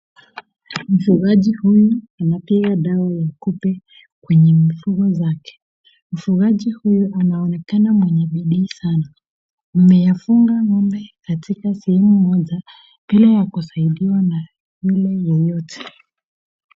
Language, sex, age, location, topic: Swahili, female, 25-35, Nakuru, agriculture